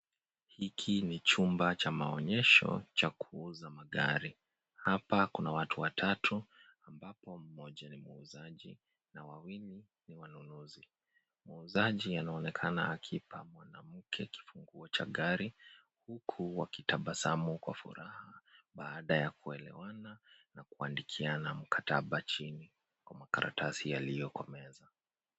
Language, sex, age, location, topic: Swahili, male, 25-35, Nairobi, finance